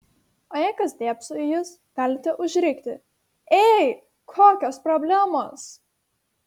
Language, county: Lithuanian, Šiauliai